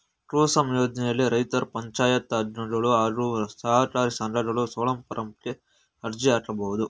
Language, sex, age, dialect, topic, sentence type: Kannada, male, 18-24, Mysore Kannada, agriculture, statement